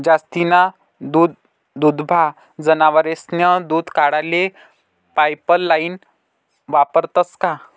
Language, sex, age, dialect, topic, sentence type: Marathi, male, 51-55, Northern Konkan, agriculture, statement